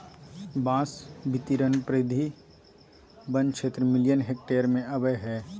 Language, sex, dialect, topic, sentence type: Magahi, male, Southern, agriculture, statement